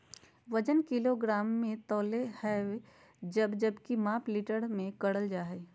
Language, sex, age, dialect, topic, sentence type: Magahi, female, 31-35, Southern, agriculture, statement